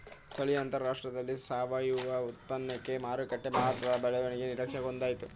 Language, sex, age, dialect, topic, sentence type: Kannada, male, 18-24, Mysore Kannada, agriculture, statement